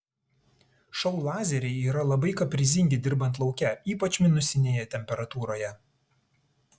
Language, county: Lithuanian, Tauragė